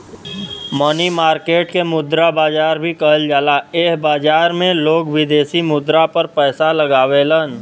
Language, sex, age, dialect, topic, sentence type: Bhojpuri, male, 25-30, Western, banking, statement